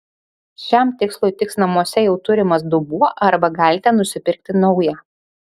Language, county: Lithuanian, Šiauliai